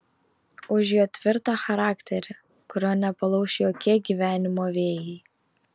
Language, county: Lithuanian, Vilnius